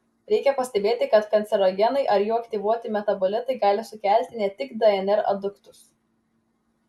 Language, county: Lithuanian, Klaipėda